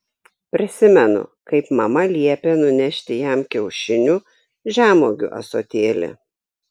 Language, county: Lithuanian, Šiauliai